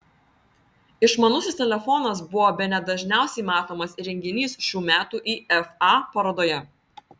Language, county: Lithuanian, Vilnius